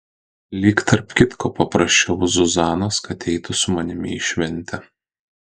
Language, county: Lithuanian, Kaunas